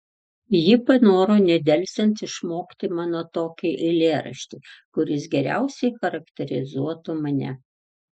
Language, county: Lithuanian, Tauragė